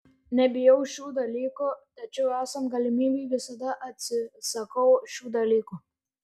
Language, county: Lithuanian, Šiauliai